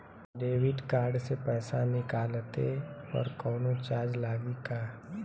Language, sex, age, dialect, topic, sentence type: Bhojpuri, female, 31-35, Western, banking, question